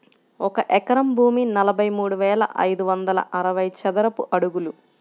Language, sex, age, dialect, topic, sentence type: Telugu, female, 51-55, Central/Coastal, agriculture, statement